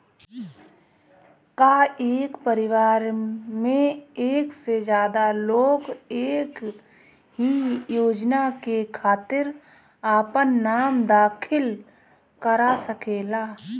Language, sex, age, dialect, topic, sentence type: Bhojpuri, female, 31-35, Northern, banking, question